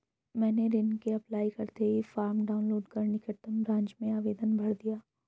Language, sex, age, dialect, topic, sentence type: Hindi, female, 25-30, Hindustani Malvi Khadi Boli, banking, statement